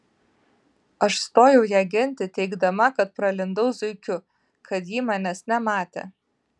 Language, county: Lithuanian, Vilnius